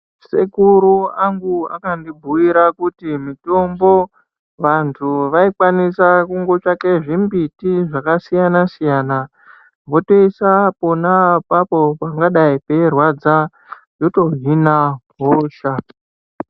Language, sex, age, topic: Ndau, male, 50+, health